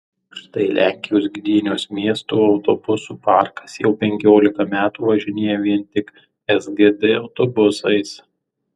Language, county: Lithuanian, Tauragė